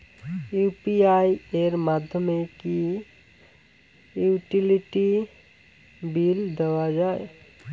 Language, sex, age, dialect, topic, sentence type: Bengali, male, 18-24, Rajbangshi, banking, question